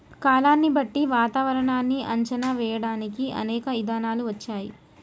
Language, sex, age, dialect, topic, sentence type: Telugu, male, 18-24, Telangana, agriculture, statement